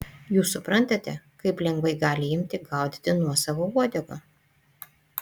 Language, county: Lithuanian, Panevėžys